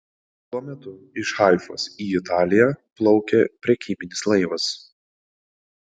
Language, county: Lithuanian, Panevėžys